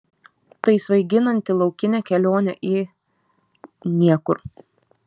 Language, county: Lithuanian, Šiauliai